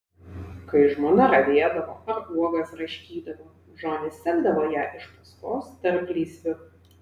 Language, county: Lithuanian, Vilnius